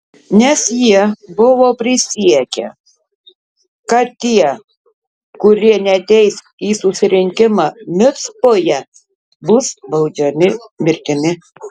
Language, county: Lithuanian, Tauragė